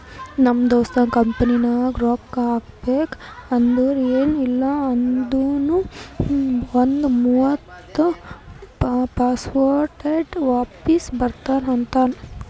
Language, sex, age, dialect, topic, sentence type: Kannada, female, 18-24, Northeastern, banking, statement